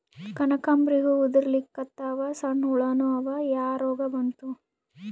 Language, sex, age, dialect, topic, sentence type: Kannada, female, 18-24, Northeastern, agriculture, question